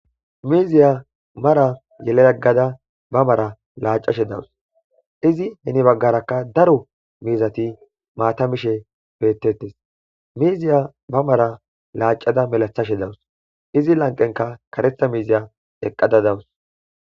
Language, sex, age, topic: Gamo, male, 25-35, agriculture